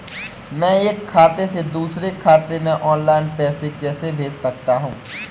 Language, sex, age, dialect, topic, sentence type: Hindi, female, 18-24, Awadhi Bundeli, banking, question